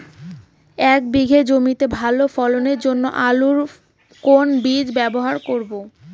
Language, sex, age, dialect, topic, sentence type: Bengali, female, 18-24, Rajbangshi, agriculture, question